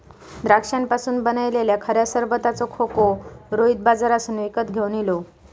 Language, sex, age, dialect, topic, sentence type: Marathi, female, 25-30, Southern Konkan, agriculture, statement